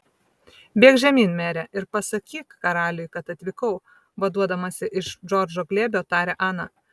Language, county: Lithuanian, Vilnius